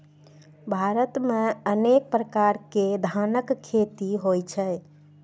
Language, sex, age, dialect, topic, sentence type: Maithili, female, 31-35, Eastern / Thethi, agriculture, statement